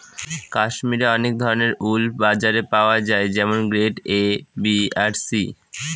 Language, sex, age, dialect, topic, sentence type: Bengali, male, 18-24, Northern/Varendri, agriculture, statement